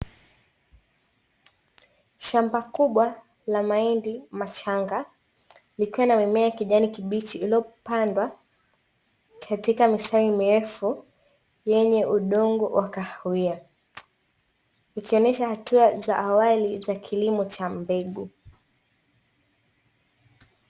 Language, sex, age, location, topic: Swahili, female, 25-35, Dar es Salaam, agriculture